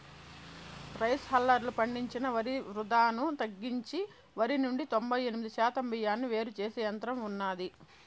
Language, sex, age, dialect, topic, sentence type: Telugu, female, 31-35, Southern, agriculture, statement